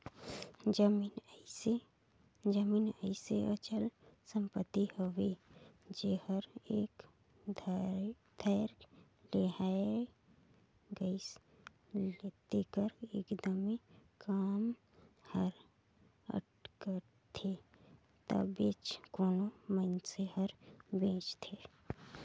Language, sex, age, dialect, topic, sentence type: Chhattisgarhi, female, 56-60, Northern/Bhandar, banking, statement